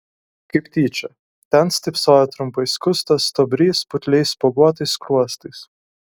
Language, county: Lithuanian, Kaunas